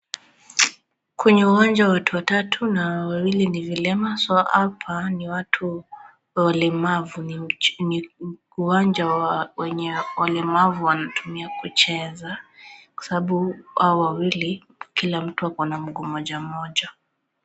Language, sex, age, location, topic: Swahili, female, 25-35, Kisii, education